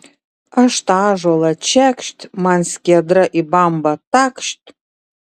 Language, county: Lithuanian, Šiauliai